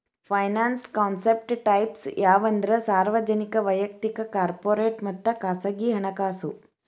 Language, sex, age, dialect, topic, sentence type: Kannada, female, 31-35, Dharwad Kannada, banking, statement